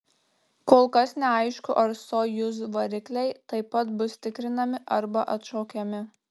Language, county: Lithuanian, Marijampolė